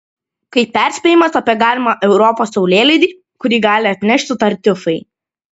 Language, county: Lithuanian, Klaipėda